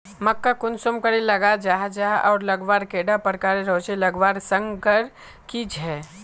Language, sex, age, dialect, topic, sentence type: Magahi, female, 25-30, Northeastern/Surjapuri, agriculture, question